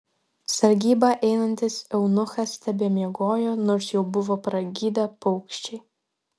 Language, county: Lithuanian, Vilnius